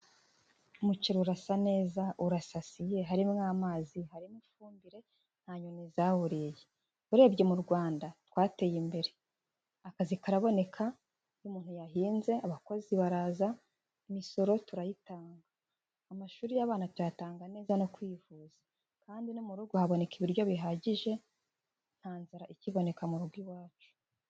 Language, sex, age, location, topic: Kinyarwanda, female, 25-35, Kigali, agriculture